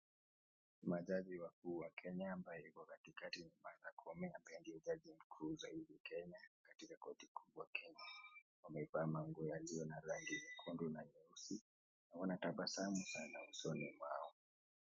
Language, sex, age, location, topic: Swahili, male, 18-24, Nakuru, government